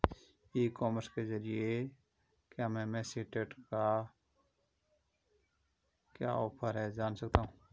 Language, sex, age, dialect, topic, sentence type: Hindi, male, 31-35, Marwari Dhudhari, agriculture, question